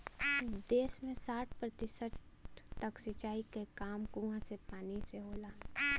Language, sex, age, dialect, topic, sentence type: Bhojpuri, female, 18-24, Western, agriculture, statement